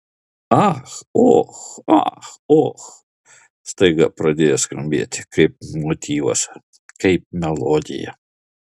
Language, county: Lithuanian, Klaipėda